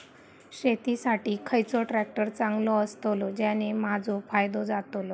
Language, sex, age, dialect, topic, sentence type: Marathi, female, 31-35, Southern Konkan, agriculture, question